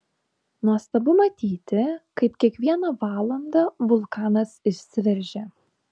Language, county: Lithuanian, Šiauliai